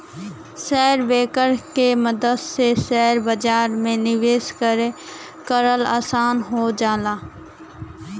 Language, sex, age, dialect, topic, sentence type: Bhojpuri, female, 18-24, Western, banking, statement